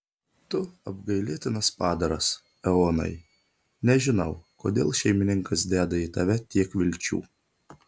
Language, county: Lithuanian, Telšiai